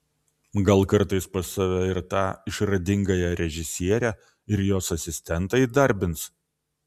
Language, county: Lithuanian, Vilnius